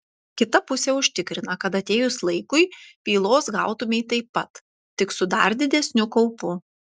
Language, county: Lithuanian, Panevėžys